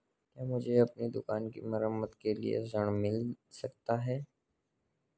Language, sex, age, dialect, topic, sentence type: Hindi, male, 18-24, Marwari Dhudhari, banking, question